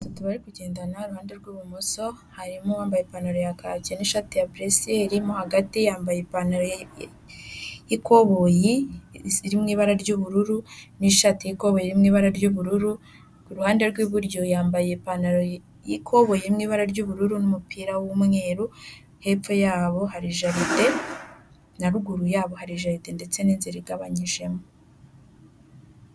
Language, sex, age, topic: Kinyarwanda, female, 18-24, health